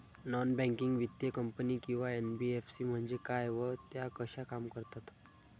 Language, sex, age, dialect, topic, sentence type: Marathi, male, 46-50, Standard Marathi, banking, question